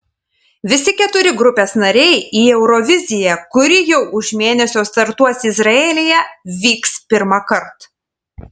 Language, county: Lithuanian, Panevėžys